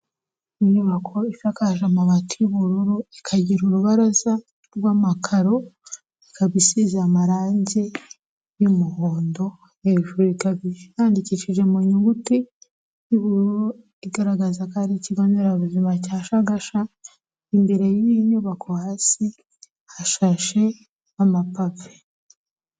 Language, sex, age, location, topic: Kinyarwanda, female, 25-35, Kigali, health